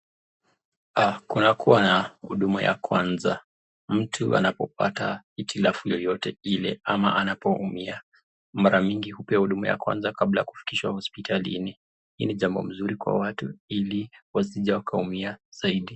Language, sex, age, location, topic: Swahili, male, 25-35, Nakuru, health